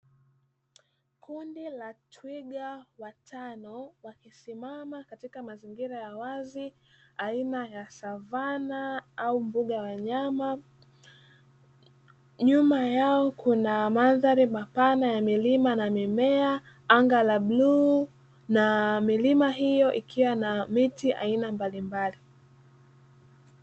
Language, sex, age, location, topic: Swahili, female, 18-24, Dar es Salaam, agriculture